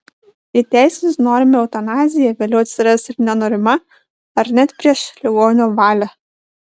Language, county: Lithuanian, Panevėžys